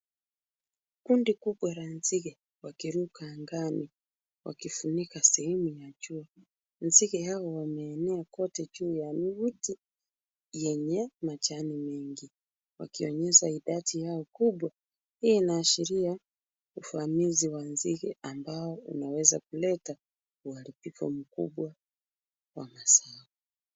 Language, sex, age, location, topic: Swahili, female, 36-49, Kisumu, health